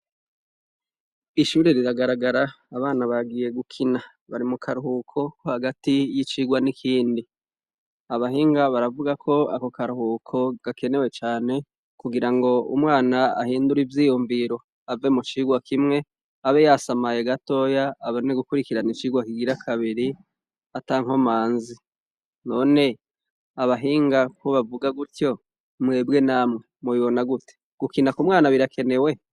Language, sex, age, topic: Rundi, male, 36-49, education